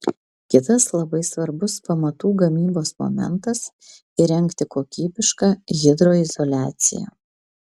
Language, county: Lithuanian, Vilnius